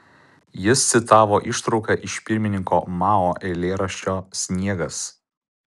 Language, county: Lithuanian, Utena